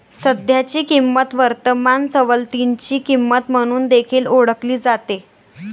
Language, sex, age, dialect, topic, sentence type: Marathi, male, 18-24, Varhadi, banking, statement